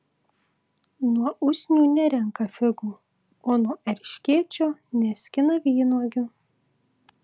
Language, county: Lithuanian, Tauragė